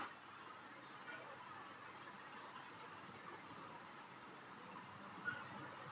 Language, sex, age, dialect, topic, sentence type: Hindi, female, 56-60, Marwari Dhudhari, agriculture, statement